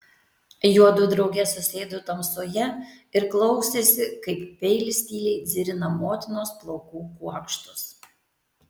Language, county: Lithuanian, Tauragė